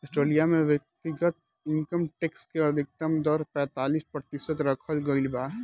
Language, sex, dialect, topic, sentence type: Bhojpuri, male, Southern / Standard, banking, statement